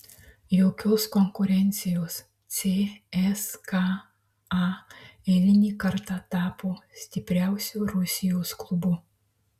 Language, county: Lithuanian, Marijampolė